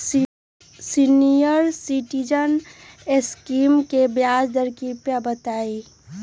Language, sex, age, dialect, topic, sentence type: Magahi, female, 18-24, Western, banking, statement